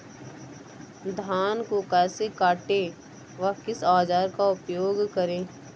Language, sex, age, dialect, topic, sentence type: Hindi, female, 18-24, Awadhi Bundeli, agriculture, question